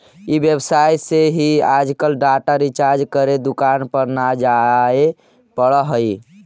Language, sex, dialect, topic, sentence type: Magahi, male, Central/Standard, agriculture, statement